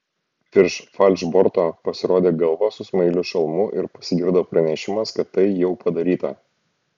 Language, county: Lithuanian, Šiauliai